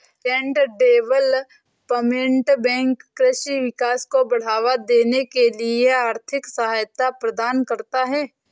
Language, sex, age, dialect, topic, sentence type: Hindi, female, 18-24, Awadhi Bundeli, banking, statement